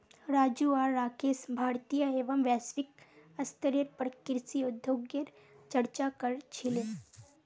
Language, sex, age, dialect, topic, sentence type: Magahi, female, 18-24, Northeastern/Surjapuri, agriculture, statement